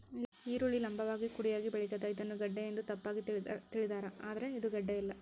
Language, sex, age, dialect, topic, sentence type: Kannada, male, 60-100, Central, agriculture, statement